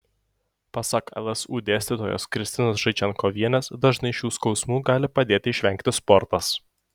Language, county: Lithuanian, Šiauliai